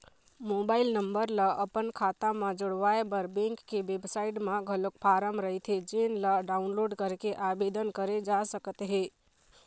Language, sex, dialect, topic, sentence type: Chhattisgarhi, female, Eastern, banking, statement